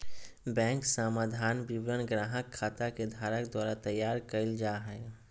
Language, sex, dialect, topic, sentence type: Magahi, male, Southern, banking, statement